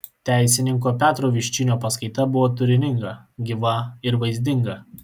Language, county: Lithuanian, Klaipėda